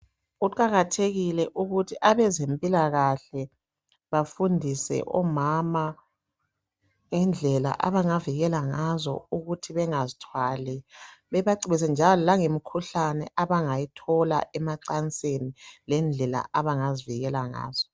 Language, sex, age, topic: North Ndebele, male, 25-35, health